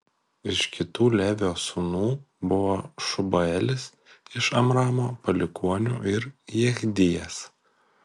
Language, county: Lithuanian, Kaunas